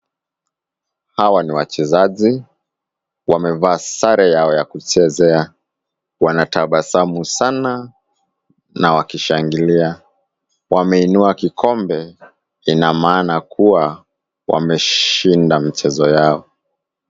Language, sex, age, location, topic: Swahili, male, 25-35, Kisumu, government